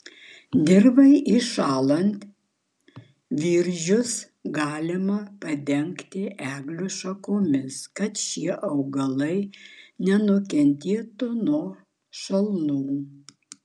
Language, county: Lithuanian, Vilnius